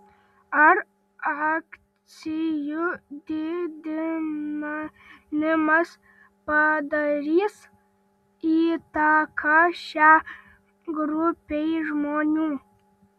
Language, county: Lithuanian, Telšiai